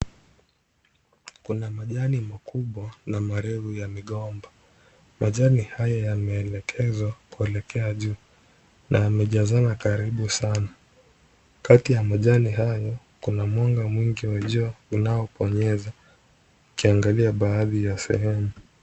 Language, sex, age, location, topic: Swahili, male, 25-35, Kisumu, agriculture